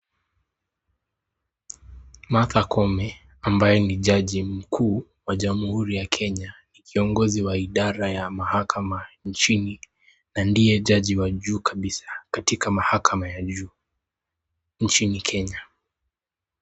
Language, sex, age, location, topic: Swahili, male, 18-24, Nakuru, government